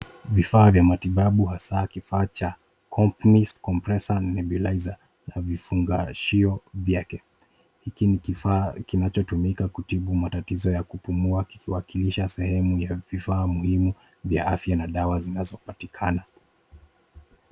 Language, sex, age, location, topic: Swahili, male, 25-35, Nairobi, health